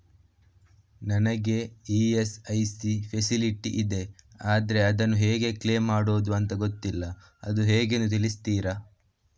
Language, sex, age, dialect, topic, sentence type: Kannada, male, 18-24, Coastal/Dakshin, banking, question